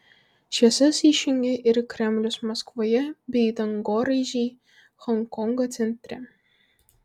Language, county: Lithuanian, Vilnius